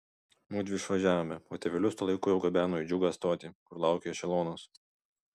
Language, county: Lithuanian, Vilnius